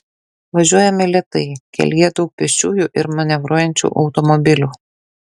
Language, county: Lithuanian, Šiauliai